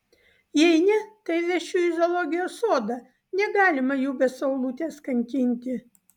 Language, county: Lithuanian, Vilnius